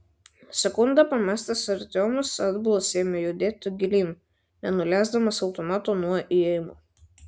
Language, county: Lithuanian, Šiauliai